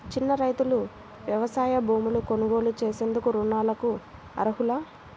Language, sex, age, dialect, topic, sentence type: Telugu, female, 18-24, Central/Coastal, agriculture, statement